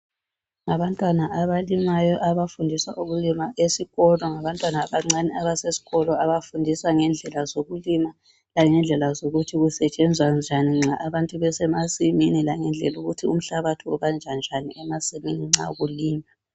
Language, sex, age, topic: North Ndebele, female, 18-24, education